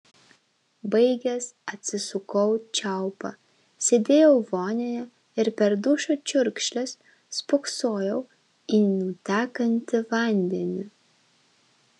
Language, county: Lithuanian, Vilnius